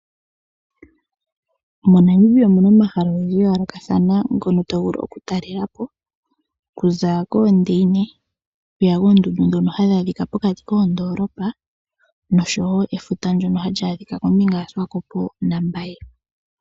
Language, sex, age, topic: Oshiwambo, female, 18-24, agriculture